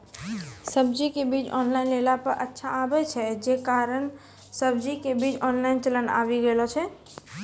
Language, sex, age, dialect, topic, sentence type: Maithili, female, 25-30, Angika, agriculture, question